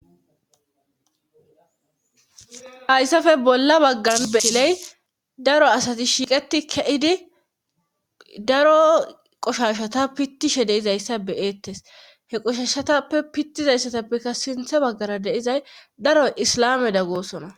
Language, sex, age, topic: Gamo, female, 25-35, government